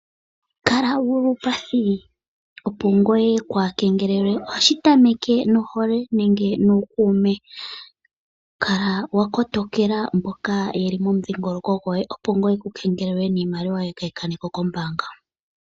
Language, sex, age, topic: Oshiwambo, female, 25-35, finance